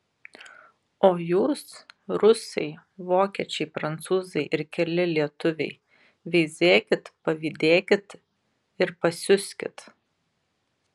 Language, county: Lithuanian, Vilnius